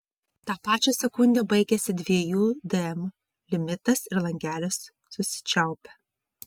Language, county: Lithuanian, Vilnius